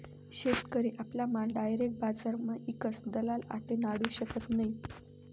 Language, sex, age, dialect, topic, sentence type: Marathi, female, 25-30, Northern Konkan, agriculture, statement